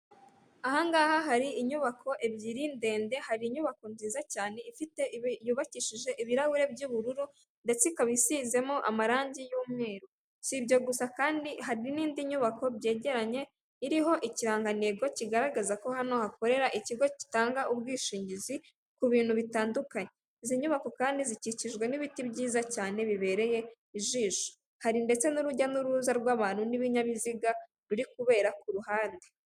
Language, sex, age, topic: Kinyarwanda, female, 18-24, finance